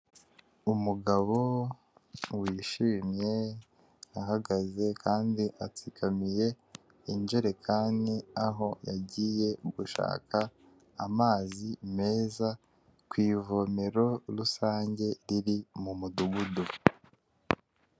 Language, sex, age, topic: Kinyarwanda, male, 18-24, health